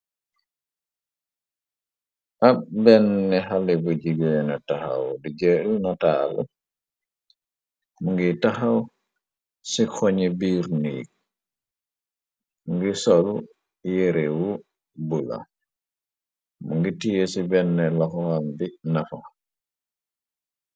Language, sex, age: Wolof, male, 25-35